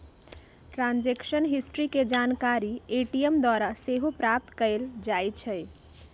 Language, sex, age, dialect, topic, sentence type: Magahi, female, 31-35, Western, banking, statement